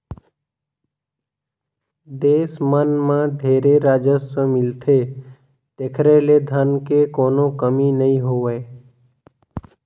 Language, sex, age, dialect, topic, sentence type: Chhattisgarhi, male, 18-24, Northern/Bhandar, banking, statement